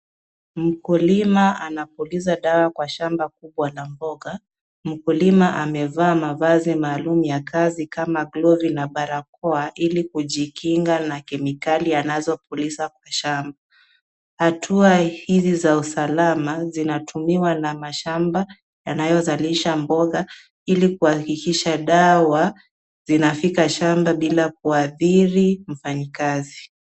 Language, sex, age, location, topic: Swahili, female, 25-35, Kisumu, health